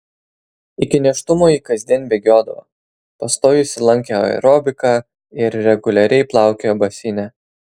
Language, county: Lithuanian, Kaunas